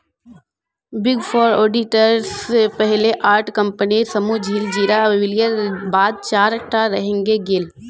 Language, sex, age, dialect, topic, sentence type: Magahi, female, 18-24, Northeastern/Surjapuri, banking, statement